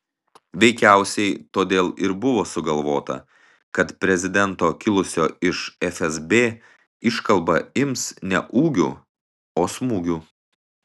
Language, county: Lithuanian, Telšiai